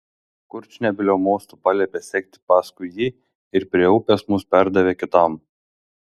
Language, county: Lithuanian, Šiauliai